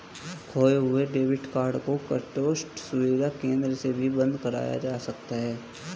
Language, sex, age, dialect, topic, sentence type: Hindi, male, 18-24, Hindustani Malvi Khadi Boli, banking, statement